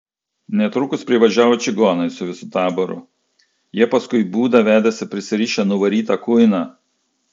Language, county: Lithuanian, Klaipėda